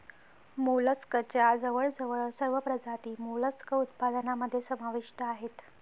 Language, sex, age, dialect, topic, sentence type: Marathi, female, 25-30, Varhadi, agriculture, statement